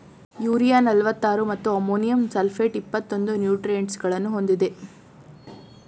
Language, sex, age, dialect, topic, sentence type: Kannada, female, 25-30, Mysore Kannada, agriculture, statement